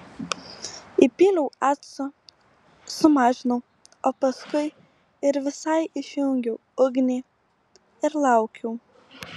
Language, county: Lithuanian, Kaunas